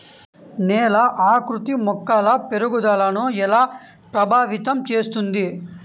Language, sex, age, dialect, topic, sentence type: Telugu, male, 18-24, Central/Coastal, agriculture, statement